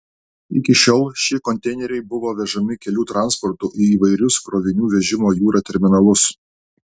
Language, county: Lithuanian, Alytus